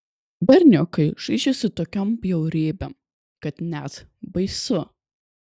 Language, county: Lithuanian, Kaunas